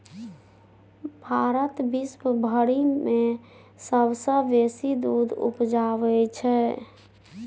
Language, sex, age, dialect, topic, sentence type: Maithili, female, 31-35, Bajjika, agriculture, statement